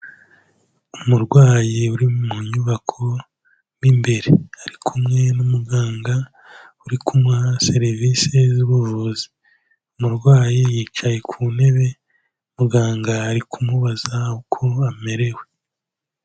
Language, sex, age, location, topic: Kinyarwanda, male, 18-24, Kigali, health